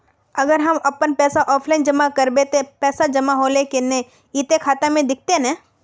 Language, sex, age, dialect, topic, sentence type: Magahi, female, 56-60, Northeastern/Surjapuri, banking, question